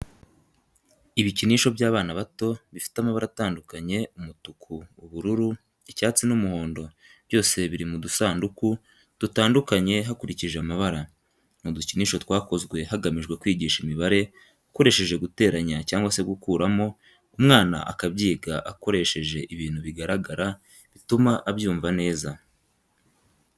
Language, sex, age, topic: Kinyarwanda, male, 18-24, education